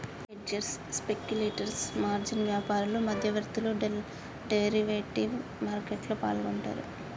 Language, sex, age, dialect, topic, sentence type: Telugu, female, 25-30, Telangana, banking, statement